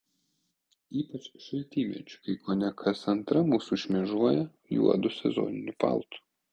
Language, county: Lithuanian, Kaunas